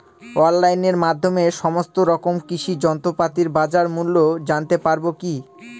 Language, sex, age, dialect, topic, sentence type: Bengali, male, 18-24, Northern/Varendri, agriculture, question